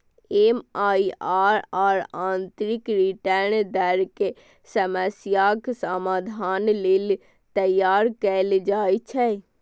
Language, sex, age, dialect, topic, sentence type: Maithili, female, 18-24, Eastern / Thethi, banking, statement